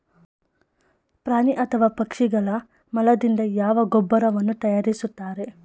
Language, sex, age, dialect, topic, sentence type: Kannada, female, 25-30, Mysore Kannada, agriculture, question